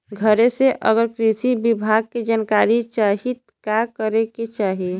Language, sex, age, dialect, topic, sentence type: Bhojpuri, female, 18-24, Western, agriculture, question